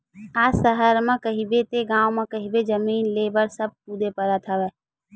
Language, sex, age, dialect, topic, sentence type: Chhattisgarhi, female, 18-24, Western/Budati/Khatahi, banking, statement